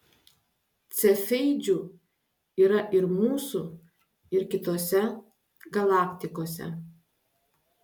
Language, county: Lithuanian, Klaipėda